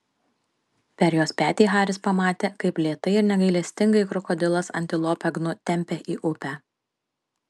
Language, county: Lithuanian, Panevėžys